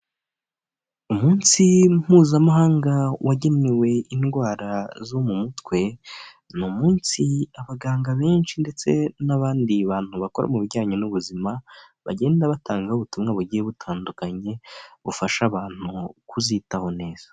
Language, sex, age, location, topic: Kinyarwanda, male, 18-24, Huye, health